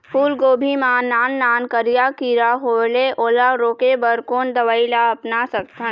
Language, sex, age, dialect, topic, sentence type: Chhattisgarhi, female, 25-30, Eastern, agriculture, question